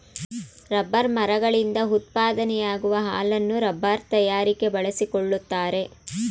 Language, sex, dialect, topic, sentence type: Kannada, female, Mysore Kannada, agriculture, statement